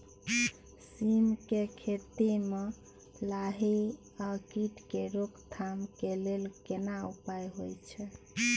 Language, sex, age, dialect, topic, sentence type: Maithili, female, 41-45, Bajjika, agriculture, question